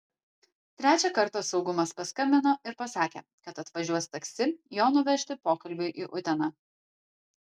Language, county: Lithuanian, Vilnius